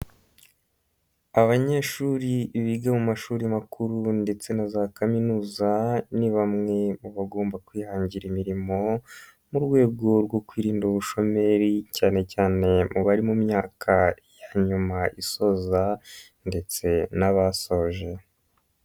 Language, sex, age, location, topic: Kinyarwanda, male, 25-35, Nyagatare, education